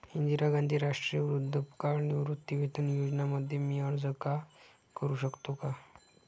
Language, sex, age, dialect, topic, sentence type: Marathi, male, 18-24, Standard Marathi, banking, question